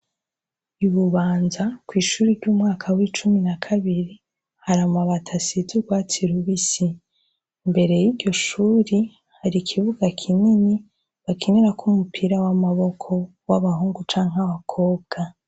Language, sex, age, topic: Rundi, female, 25-35, education